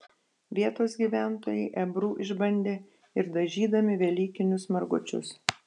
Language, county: Lithuanian, Panevėžys